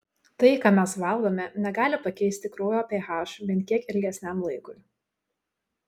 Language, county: Lithuanian, Šiauliai